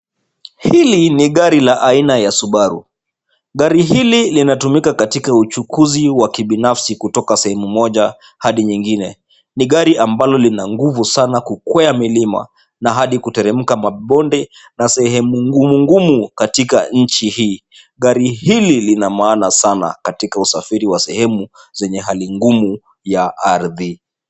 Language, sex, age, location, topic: Swahili, male, 36-49, Kisumu, finance